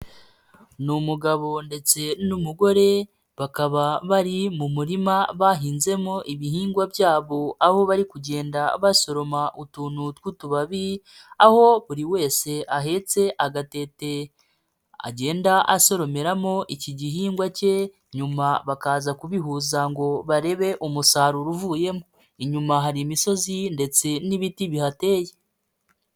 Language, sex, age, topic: Kinyarwanda, female, 25-35, agriculture